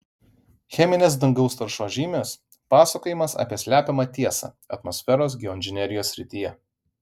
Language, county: Lithuanian, Vilnius